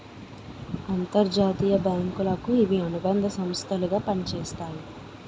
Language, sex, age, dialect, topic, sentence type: Telugu, female, 18-24, Utterandhra, banking, statement